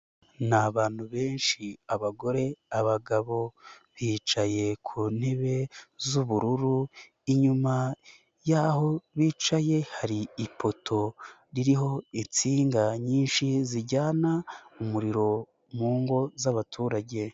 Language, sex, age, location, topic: Kinyarwanda, male, 18-24, Nyagatare, government